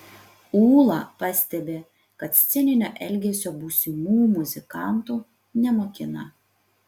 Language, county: Lithuanian, Vilnius